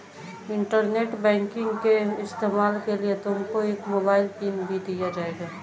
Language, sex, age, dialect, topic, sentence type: Hindi, female, 18-24, Kanauji Braj Bhasha, banking, statement